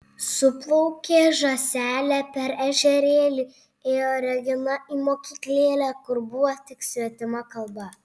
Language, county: Lithuanian, Panevėžys